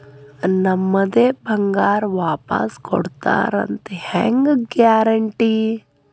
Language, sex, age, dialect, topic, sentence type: Kannada, female, 31-35, Dharwad Kannada, banking, question